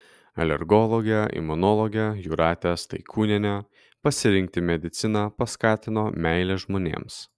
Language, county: Lithuanian, Kaunas